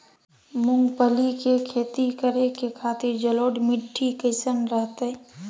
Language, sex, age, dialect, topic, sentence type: Magahi, female, 31-35, Southern, agriculture, question